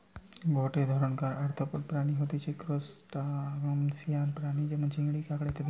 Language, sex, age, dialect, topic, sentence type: Bengali, male, 25-30, Western, agriculture, statement